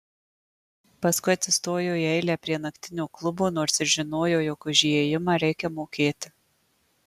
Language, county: Lithuanian, Marijampolė